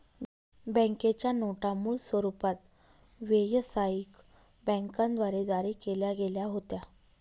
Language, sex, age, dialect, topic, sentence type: Marathi, female, 31-35, Northern Konkan, banking, statement